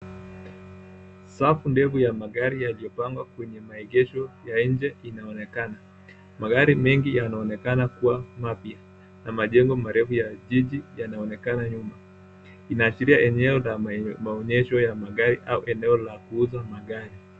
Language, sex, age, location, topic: Swahili, male, 18-24, Nairobi, finance